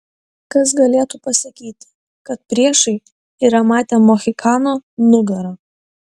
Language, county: Lithuanian, Vilnius